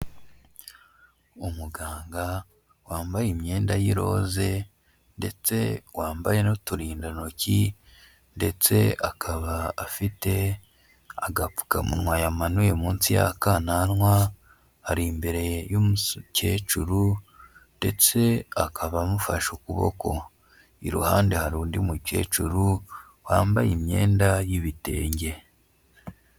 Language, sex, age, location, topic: Kinyarwanda, female, 18-24, Huye, health